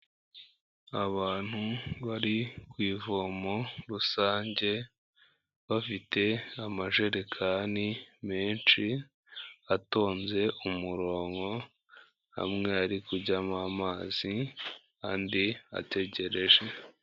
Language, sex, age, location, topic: Kinyarwanda, female, 18-24, Kigali, health